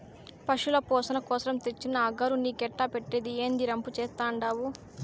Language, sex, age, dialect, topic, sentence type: Telugu, female, 18-24, Southern, agriculture, statement